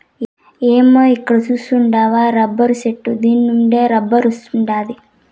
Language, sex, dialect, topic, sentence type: Telugu, female, Southern, agriculture, statement